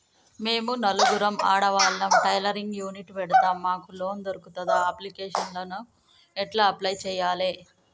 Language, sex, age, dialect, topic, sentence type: Telugu, female, 18-24, Telangana, banking, question